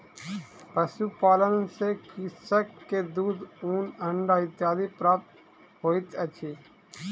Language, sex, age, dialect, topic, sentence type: Maithili, male, 25-30, Southern/Standard, agriculture, statement